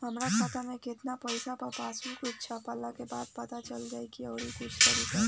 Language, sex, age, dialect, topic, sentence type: Bhojpuri, female, 18-24, Southern / Standard, banking, question